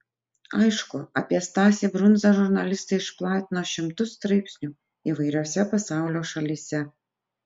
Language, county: Lithuanian, Utena